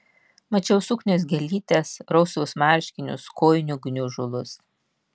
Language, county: Lithuanian, Vilnius